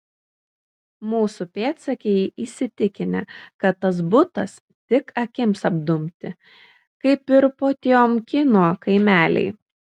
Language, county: Lithuanian, Kaunas